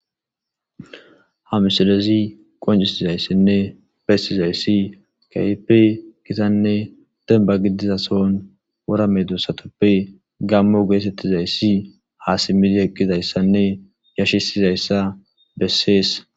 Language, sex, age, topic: Gamo, male, 25-35, agriculture